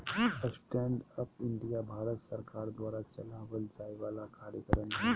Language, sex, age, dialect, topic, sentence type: Magahi, male, 31-35, Southern, banking, statement